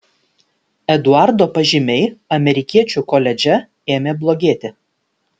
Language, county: Lithuanian, Vilnius